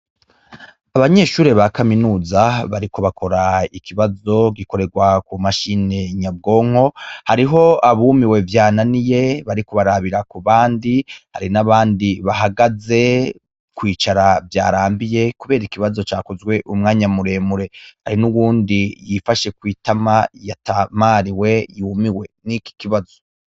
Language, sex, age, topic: Rundi, male, 36-49, education